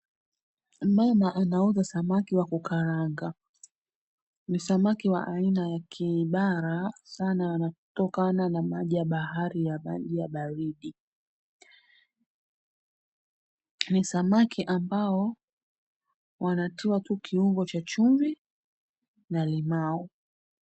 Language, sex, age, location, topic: Swahili, female, 36-49, Mombasa, agriculture